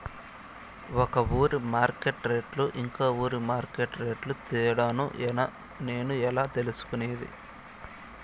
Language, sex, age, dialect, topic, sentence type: Telugu, male, 18-24, Southern, agriculture, question